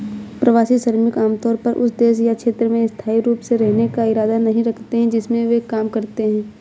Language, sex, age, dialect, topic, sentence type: Hindi, female, 25-30, Awadhi Bundeli, agriculture, statement